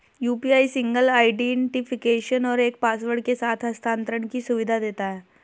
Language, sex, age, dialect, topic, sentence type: Hindi, female, 18-24, Marwari Dhudhari, banking, statement